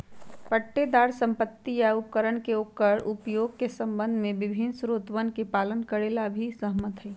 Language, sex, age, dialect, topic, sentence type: Magahi, female, 31-35, Western, banking, statement